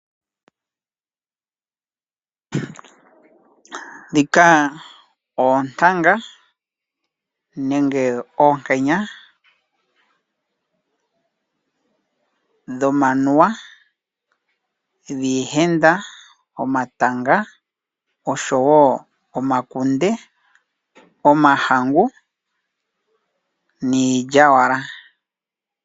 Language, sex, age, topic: Oshiwambo, male, 25-35, agriculture